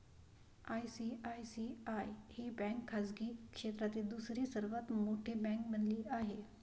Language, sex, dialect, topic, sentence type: Marathi, female, Varhadi, banking, statement